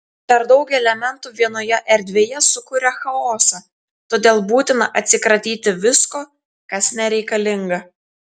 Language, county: Lithuanian, Telšiai